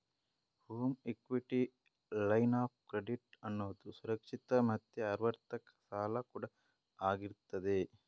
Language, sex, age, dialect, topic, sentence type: Kannada, male, 18-24, Coastal/Dakshin, banking, statement